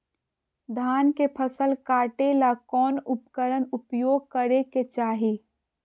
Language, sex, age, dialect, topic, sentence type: Magahi, female, 41-45, Southern, agriculture, question